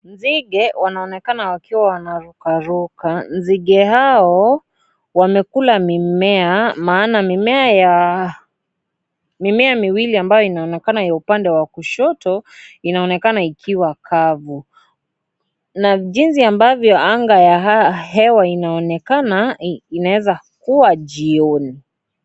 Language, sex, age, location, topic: Swahili, male, 25-35, Kisii, health